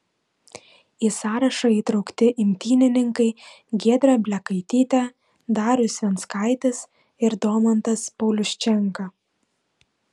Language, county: Lithuanian, Vilnius